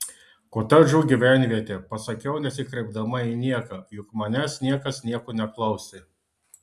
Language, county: Lithuanian, Klaipėda